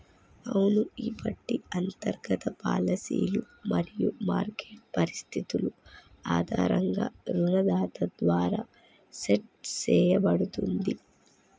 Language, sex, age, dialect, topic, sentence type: Telugu, female, 25-30, Telangana, banking, statement